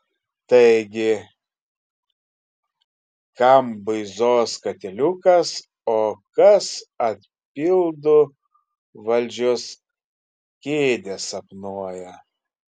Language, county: Lithuanian, Kaunas